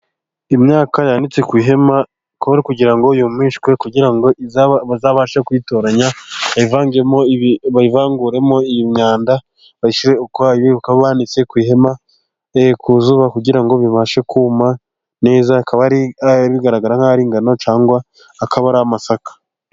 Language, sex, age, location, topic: Kinyarwanda, male, 25-35, Gakenke, agriculture